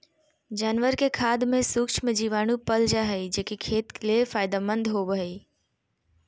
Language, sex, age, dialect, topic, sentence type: Magahi, female, 31-35, Southern, agriculture, statement